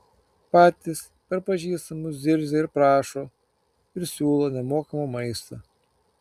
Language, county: Lithuanian, Kaunas